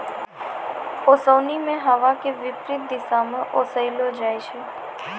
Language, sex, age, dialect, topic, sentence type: Maithili, female, 18-24, Angika, agriculture, statement